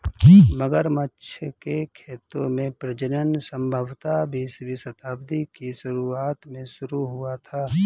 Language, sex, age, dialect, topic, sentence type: Hindi, male, 25-30, Awadhi Bundeli, agriculture, statement